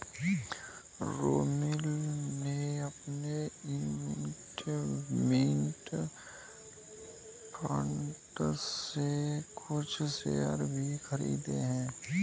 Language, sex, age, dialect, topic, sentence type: Hindi, male, 18-24, Kanauji Braj Bhasha, banking, statement